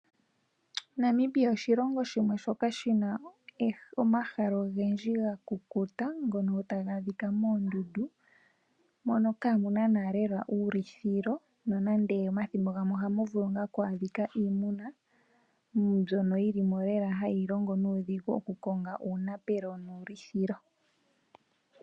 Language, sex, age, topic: Oshiwambo, female, 18-24, agriculture